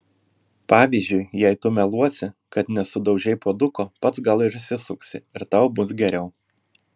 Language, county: Lithuanian, Vilnius